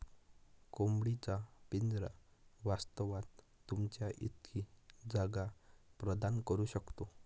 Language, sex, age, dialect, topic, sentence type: Marathi, male, 18-24, Northern Konkan, agriculture, statement